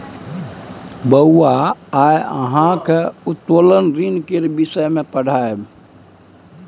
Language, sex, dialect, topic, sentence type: Maithili, male, Bajjika, banking, statement